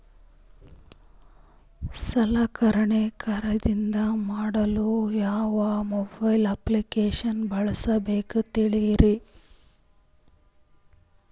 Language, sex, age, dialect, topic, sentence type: Kannada, female, 25-30, Northeastern, agriculture, question